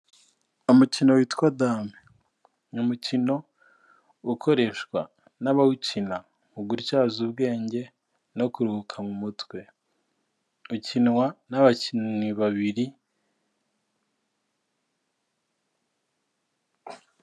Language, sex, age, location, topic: Kinyarwanda, male, 25-35, Kigali, health